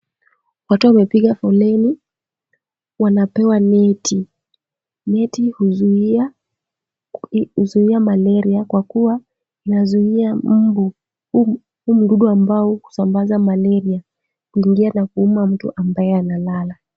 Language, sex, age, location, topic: Swahili, female, 18-24, Kisumu, health